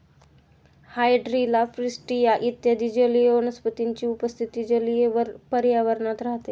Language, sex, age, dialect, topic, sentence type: Marathi, male, 18-24, Standard Marathi, agriculture, statement